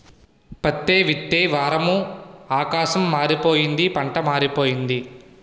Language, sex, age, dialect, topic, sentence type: Telugu, male, 18-24, Utterandhra, agriculture, statement